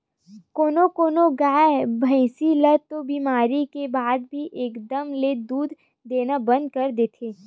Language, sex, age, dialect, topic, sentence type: Chhattisgarhi, female, 18-24, Western/Budati/Khatahi, agriculture, statement